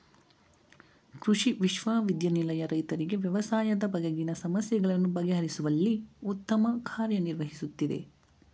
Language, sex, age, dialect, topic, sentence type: Kannada, male, 18-24, Mysore Kannada, agriculture, statement